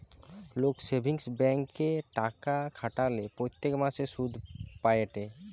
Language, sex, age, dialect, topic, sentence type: Bengali, male, 25-30, Western, banking, statement